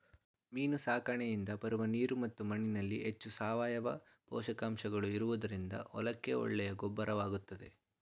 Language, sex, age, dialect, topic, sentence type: Kannada, male, 46-50, Mysore Kannada, agriculture, statement